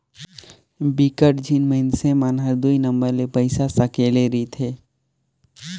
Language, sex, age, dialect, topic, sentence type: Chhattisgarhi, male, 18-24, Northern/Bhandar, banking, statement